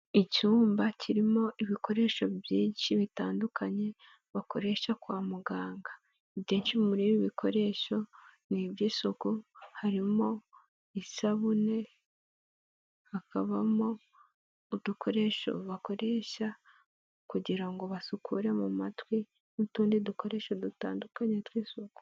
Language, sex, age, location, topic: Kinyarwanda, female, 18-24, Nyagatare, health